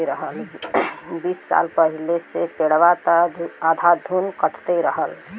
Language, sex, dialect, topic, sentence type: Bhojpuri, female, Western, agriculture, statement